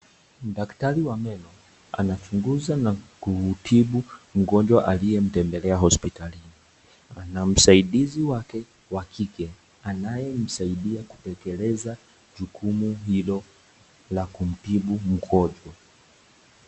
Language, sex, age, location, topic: Swahili, male, 18-24, Nakuru, health